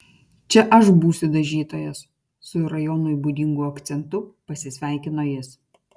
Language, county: Lithuanian, Kaunas